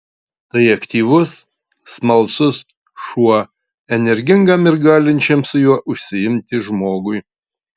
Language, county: Lithuanian, Utena